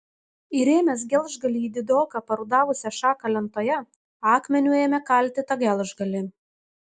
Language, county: Lithuanian, Kaunas